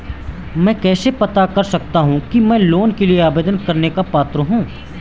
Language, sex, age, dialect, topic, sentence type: Hindi, male, 18-24, Marwari Dhudhari, banking, statement